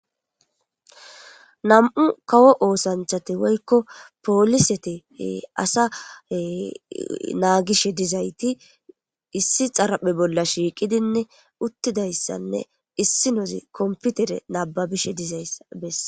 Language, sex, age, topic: Gamo, female, 18-24, government